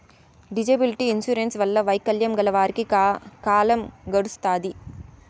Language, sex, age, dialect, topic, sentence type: Telugu, female, 18-24, Southern, banking, statement